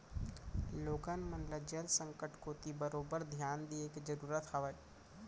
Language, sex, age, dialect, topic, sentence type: Chhattisgarhi, male, 25-30, Central, agriculture, statement